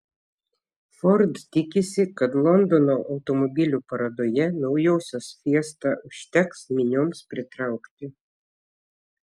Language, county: Lithuanian, Šiauliai